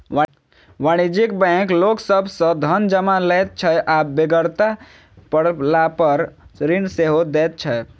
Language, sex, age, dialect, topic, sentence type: Maithili, male, 18-24, Southern/Standard, banking, statement